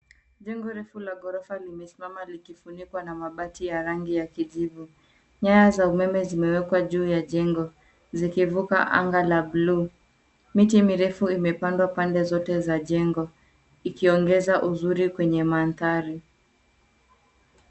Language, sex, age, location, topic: Swahili, female, 18-24, Nairobi, finance